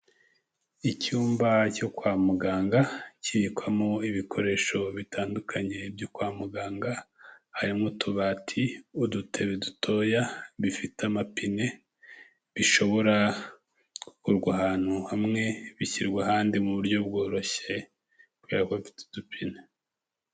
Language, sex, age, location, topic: Kinyarwanda, male, 25-35, Kigali, health